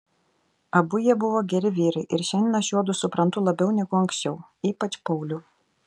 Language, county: Lithuanian, Telšiai